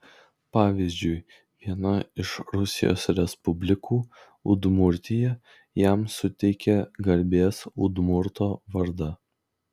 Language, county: Lithuanian, Klaipėda